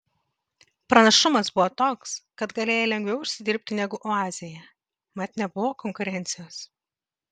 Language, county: Lithuanian, Vilnius